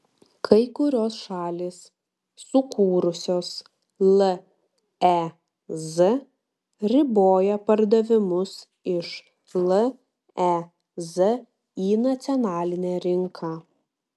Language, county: Lithuanian, Klaipėda